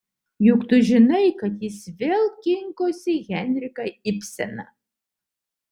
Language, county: Lithuanian, Utena